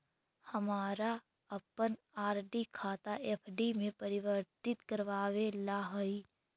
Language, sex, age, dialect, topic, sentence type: Magahi, female, 46-50, Central/Standard, banking, statement